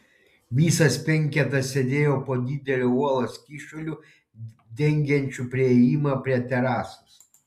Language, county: Lithuanian, Panevėžys